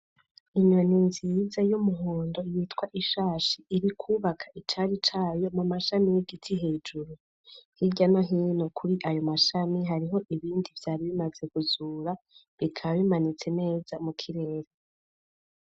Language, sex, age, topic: Rundi, female, 18-24, agriculture